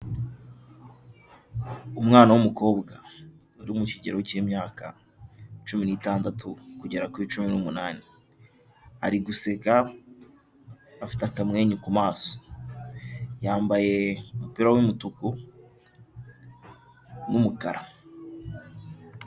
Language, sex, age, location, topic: Kinyarwanda, male, 18-24, Kigali, health